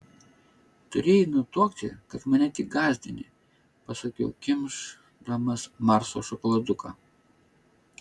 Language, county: Lithuanian, Vilnius